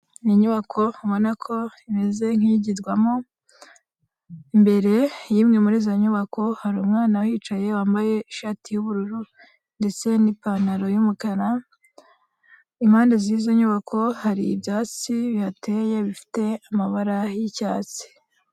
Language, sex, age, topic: Kinyarwanda, female, 18-24, education